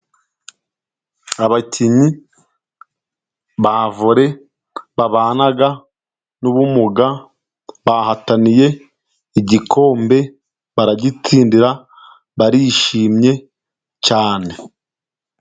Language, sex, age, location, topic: Kinyarwanda, male, 25-35, Musanze, government